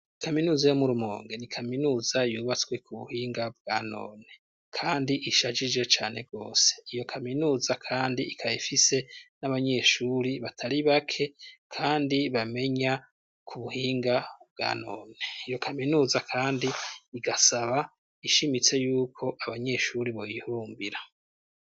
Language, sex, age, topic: Rundi, male, 36-49, education